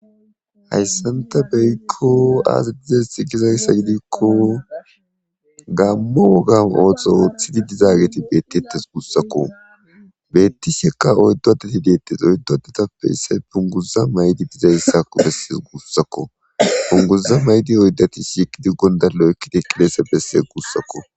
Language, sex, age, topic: Gamo, male, 25-35, government